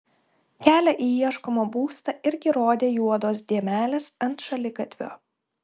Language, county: Lithuanian, Kaunas